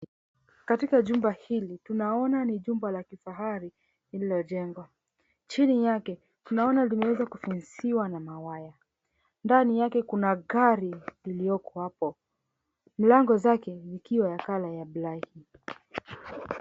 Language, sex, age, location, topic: Swahili, female, 25-35, Mombasa, government